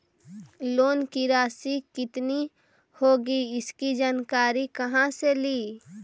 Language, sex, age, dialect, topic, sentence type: Magahi, female, 18-24, Central/Standard, banking, question